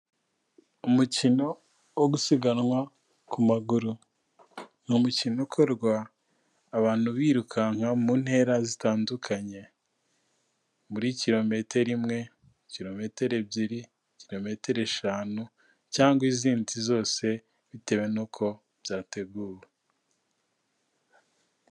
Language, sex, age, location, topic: Kinyarwanda, male, 25-35, Kigali, health